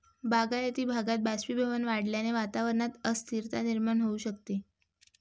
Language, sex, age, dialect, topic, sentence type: Marathi, male, 18-24, Varhadi, agriculture, statement